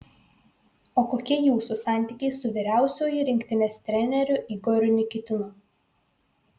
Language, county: Lithuanian, Vilnius